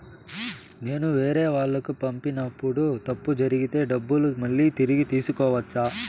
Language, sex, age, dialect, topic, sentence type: Telugu, male, 18-24, Southern, banking, question